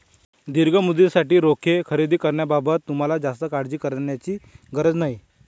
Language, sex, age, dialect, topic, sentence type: Marathi, male, 25-30, Northern Konkan, banking, statement